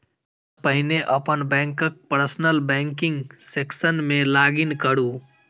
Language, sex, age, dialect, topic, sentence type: Maithili, female, 36-40, Eastern / Thethi, banking, statement